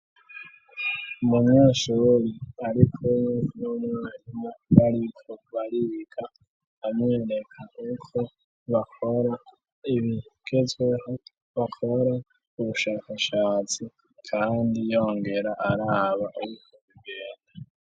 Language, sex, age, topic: Rundi, male, 36-49, education